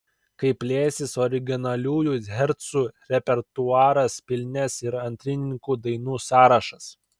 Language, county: Lithuanian, Kaunas